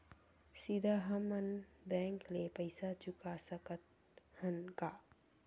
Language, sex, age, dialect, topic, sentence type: Chhattisgarhi, female, 18-24, Western/Budati/Khatahi, banking, question